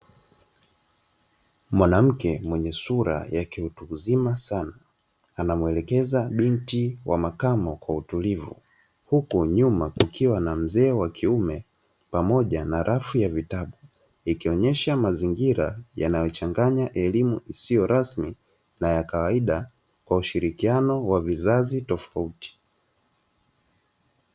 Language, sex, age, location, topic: Swahili, male, 25-35, Dar es Salaam, education